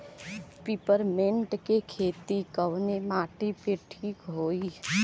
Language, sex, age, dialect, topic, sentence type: Bhojpuri, female, 31-35, Western, agriculture, question